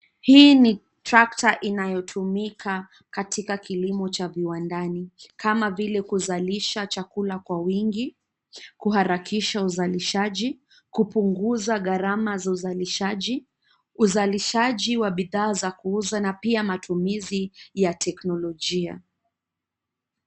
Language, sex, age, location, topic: Swahili, female, 25-35, Nairobi, agriculture